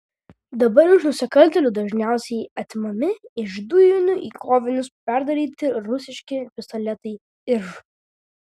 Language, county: Lithuanian, Vilnius